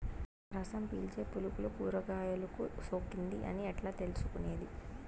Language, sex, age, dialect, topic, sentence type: Telugu, female, 18-24, Southern, agriculture, question